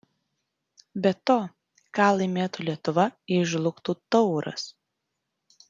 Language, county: Lithuanian, Tauragė